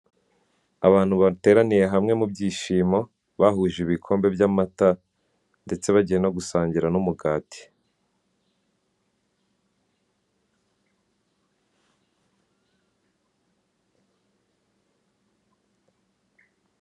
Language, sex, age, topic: Kinyarwanda, male, 25-35, finance